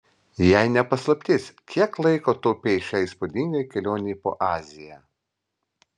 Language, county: Lithuanian, Vilnius